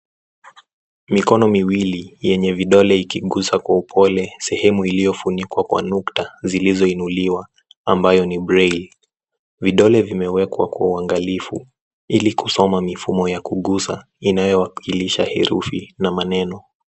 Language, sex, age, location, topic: Swahili, male, 18-24, Nairobi, education